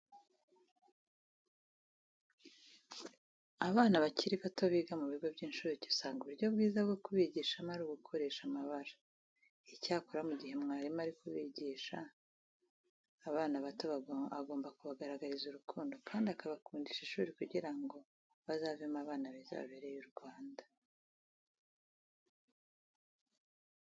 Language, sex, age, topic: Kinyarwanda, female, 36-49, education